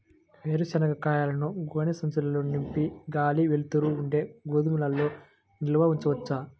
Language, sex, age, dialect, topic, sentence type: Telugu, male, 25-30, Central/Coastal, agriculture, question